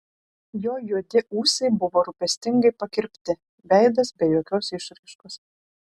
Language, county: Lithuanian, Šiauliai